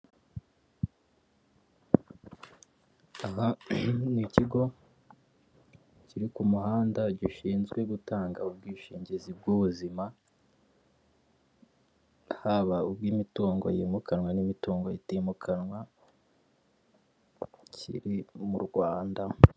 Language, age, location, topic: Kinyarwanda, 18-24, Kigali, finance